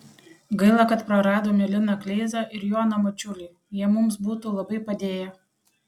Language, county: Lithuanian, Panevėžys